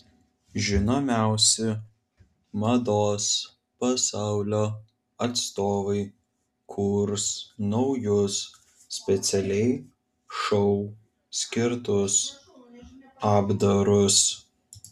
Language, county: Lithuanian, Vilnius